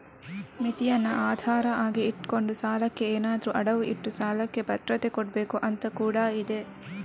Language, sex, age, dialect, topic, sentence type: Kannada, female, 25-30, Coastal/Dakshin, banking, statement